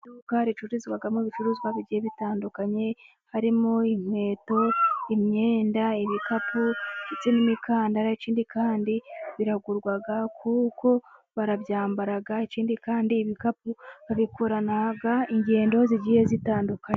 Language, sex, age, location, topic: Kinyarwanda, female, 25-35, Musanze, finance